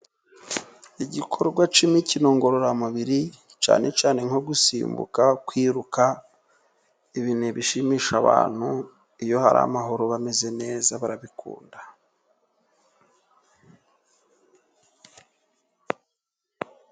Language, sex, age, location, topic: Kinyarwanda, male, 36-49, Musanze, government